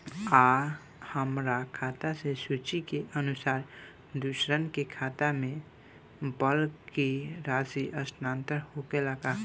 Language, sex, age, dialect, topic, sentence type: Bhojpuri, male, <18, Southern / Standard, banking, question